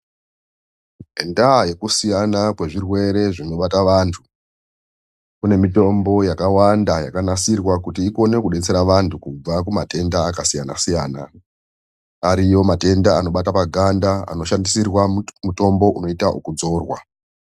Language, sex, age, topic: Ndau, male, 36-49, health